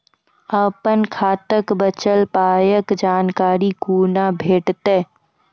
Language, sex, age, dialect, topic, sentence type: Maithili, female, 41-45, Angika, banking, question